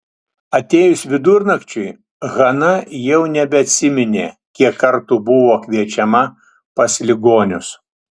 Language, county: Lithuanian, Utena